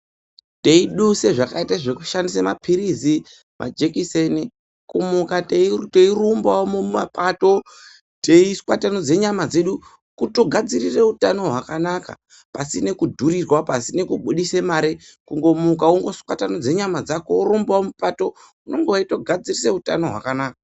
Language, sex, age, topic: Ndau, male, 18-24, health